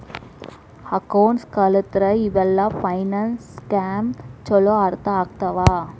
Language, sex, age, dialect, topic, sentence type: Kannada, female, 18-24, Dharwad Kannada, banking, statement